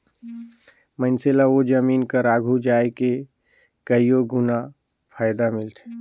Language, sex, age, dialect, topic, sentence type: Chhattisgarhi, male, 31-35, Northern/Bhandar, banking, statement